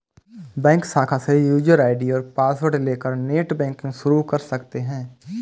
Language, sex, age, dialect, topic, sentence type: Hindi, male, 25-30, Awadhi Bundeli, banking, statement